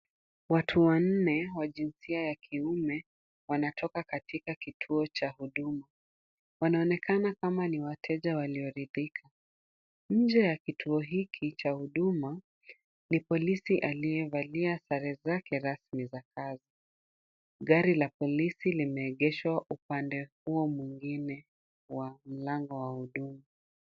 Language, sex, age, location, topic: Swahili, female, 25-35, Kisumu, government